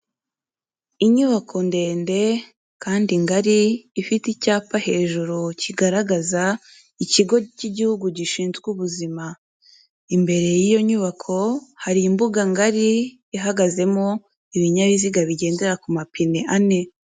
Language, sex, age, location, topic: Kinyarwanda, female, 18-24, Kigali, health